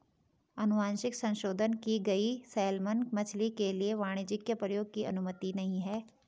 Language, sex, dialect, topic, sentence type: Hindi, female, Garhwali, agriculture, statement